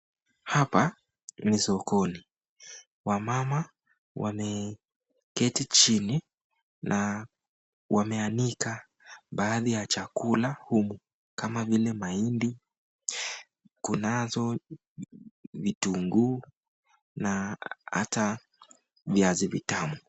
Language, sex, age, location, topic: Swahili, male, 25-35, Nakuru, finance